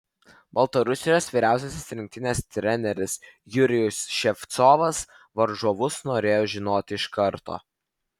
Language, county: Lithuanian, Vilnius